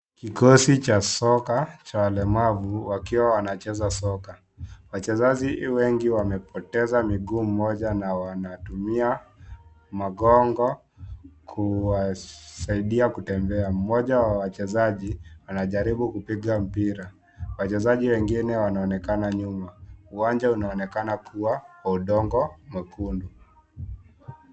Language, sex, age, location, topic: Swahili, male, 18-24, Kisii, education